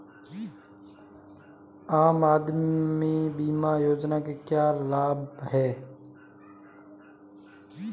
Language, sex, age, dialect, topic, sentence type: Hindi, male, 25-30, Marwari Dhudhari, banking, question